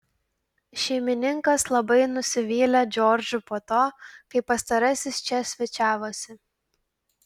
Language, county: Lithuanian, Klaipėda